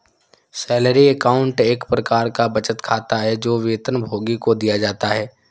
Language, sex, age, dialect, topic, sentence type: Hindi, male, 51-55, Awadhi Bundeli, banking, statement